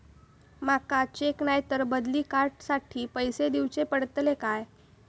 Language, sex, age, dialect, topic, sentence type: Marathi, female, 18-24, Southern Konkan, banking, question